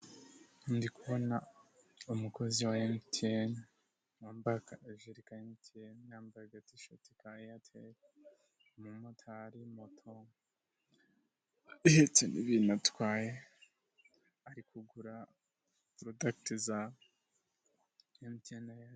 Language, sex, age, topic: Kinyarwanda, male, 25-35, finance